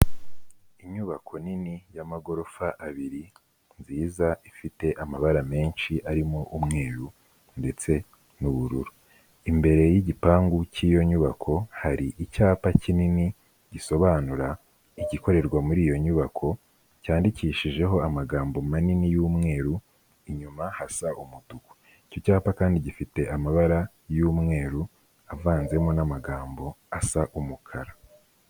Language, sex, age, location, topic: Kinyarwanda, male, 18-24, Kigali, health